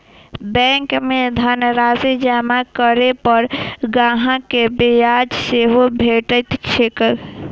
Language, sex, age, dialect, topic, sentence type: Maithili, female, 18-24, Eastern / Thethi, banking, statement